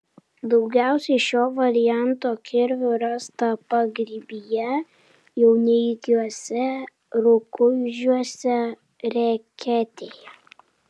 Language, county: Lithuanian, Kaunas